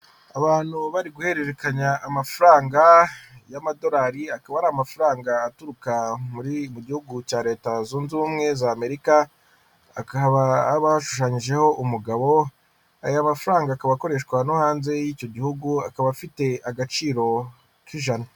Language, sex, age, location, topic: Kinyarwanda, female, 25-35, Kigali, finance